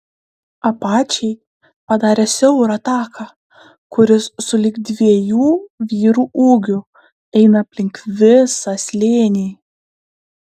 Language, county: Lithuanian, Klaipėda